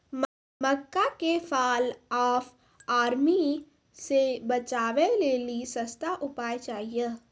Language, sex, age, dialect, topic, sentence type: Maithili, female, 36-40, Angika, agriculture, question